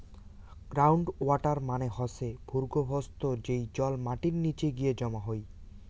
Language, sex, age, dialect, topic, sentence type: Bengali, male, 18-24, Rajbangshi, agriculture, statement